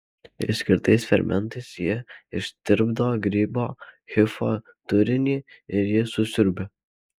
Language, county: Lithuanian, Alytus